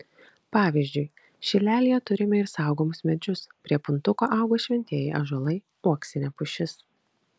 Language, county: Lithuanian, Kaunas